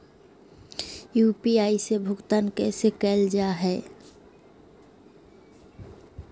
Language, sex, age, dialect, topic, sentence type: Magahi, female, 51-55, Southern, banking, question